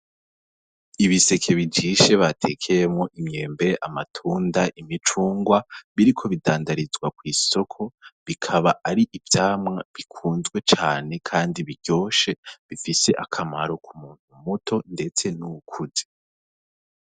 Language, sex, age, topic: Rundi, male, 18-24, agriculture